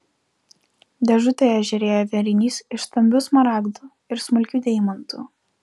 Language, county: Lithuanian, Vilnius